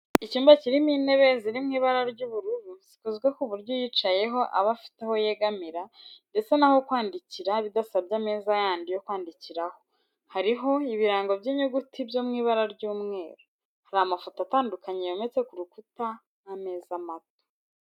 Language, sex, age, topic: Kinyarwanda, female, 18-24, education